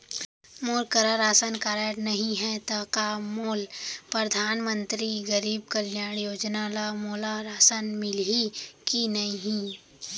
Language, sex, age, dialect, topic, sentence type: Chhattisgarhi, female, 18-24, Central, banking, question